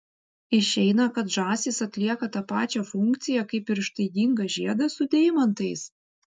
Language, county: Lithuanian, Vilnius